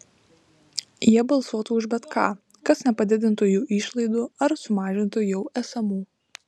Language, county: Lithuanian, Vilnius